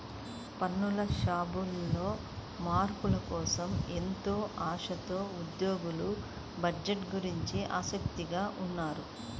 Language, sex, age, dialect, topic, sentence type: Telugu, female, 46-50, Central/Coastal, banking, statement